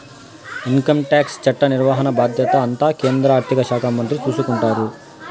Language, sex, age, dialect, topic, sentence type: Telugu, female, 31-35, Southern, banking, statement